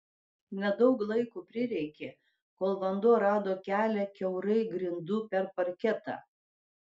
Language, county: Lithuanian, Klaipėda